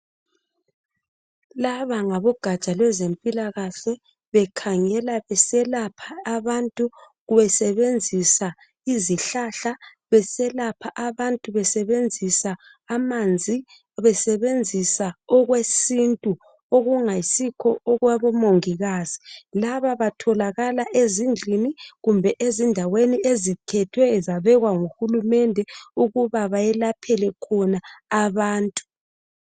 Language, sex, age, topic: North Ndebele, female, 36-49, health